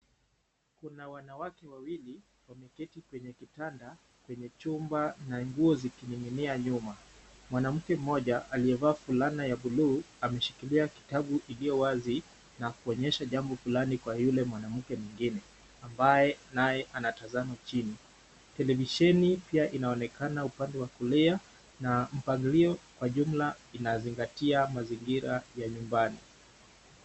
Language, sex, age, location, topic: Swahili, male, 25-35, Kisumu, health